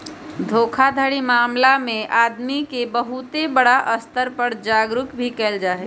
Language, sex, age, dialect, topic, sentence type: Magahi, female, 31-35, Western, banking, statement